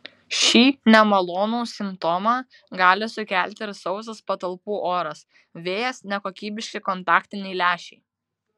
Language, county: Lithuanian, Vilnius